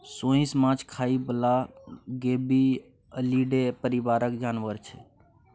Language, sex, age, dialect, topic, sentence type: Maithili, male, 31-35, Bajjika, agriculture, statement